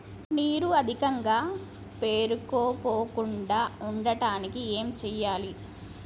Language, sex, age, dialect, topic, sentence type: Telugu, female, 25-30, Telangana, agriculture, question